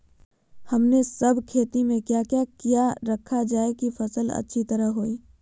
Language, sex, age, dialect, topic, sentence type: Magahi, female, 25-30, Southern, agriculture, question